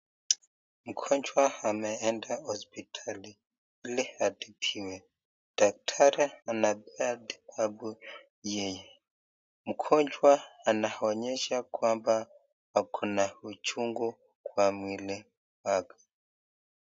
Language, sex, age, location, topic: Swahili, male, 25-35, Nakuru, health